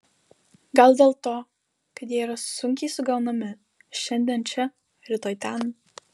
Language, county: Lithuanian, Vilnius